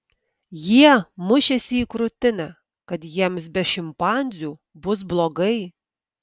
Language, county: Lithuanian, Kaunas